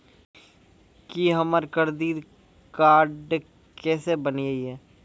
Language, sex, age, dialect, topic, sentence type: Maithili, male, 46-50, Angika, banking, question